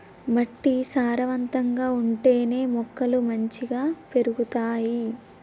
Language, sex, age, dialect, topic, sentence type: Telugu, female, 18-24, Telangana, agriculture, statement